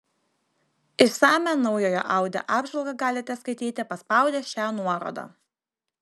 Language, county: Lithuanian, Kaunas